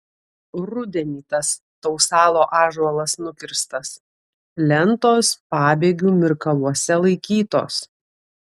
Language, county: Lithuanian, Kaunas